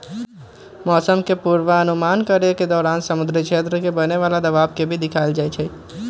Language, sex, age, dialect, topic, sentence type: Magahi, male, 18-24, Western, agriculture, statement